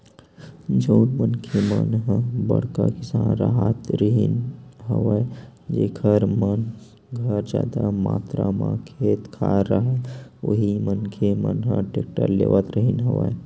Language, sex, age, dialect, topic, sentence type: Chhattisgarhi, male, 18-24, Western/Budati/Khatahi, agriculture, statement